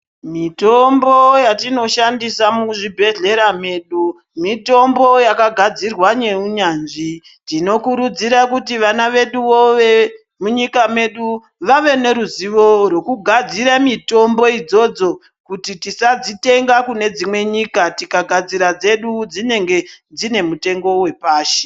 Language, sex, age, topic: Ndau, female, 36-49, health